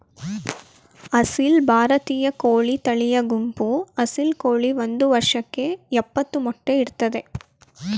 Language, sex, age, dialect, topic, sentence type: Kannada, female, 18-24, Mysore Kannada, agriculture, statement